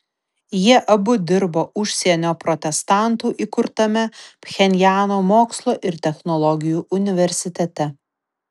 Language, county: Lithuanian, Vilnius